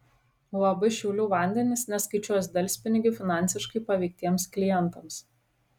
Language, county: Lithuanian, Šiauliai